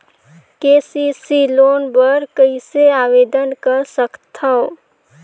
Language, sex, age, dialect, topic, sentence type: Chhattisgarhi, female, 18-24, Northern/Bhandar, banking, question